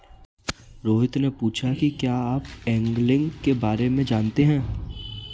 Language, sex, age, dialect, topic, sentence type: Hindi, male, 25-30, Marwari Dhudhari, agriculture, statement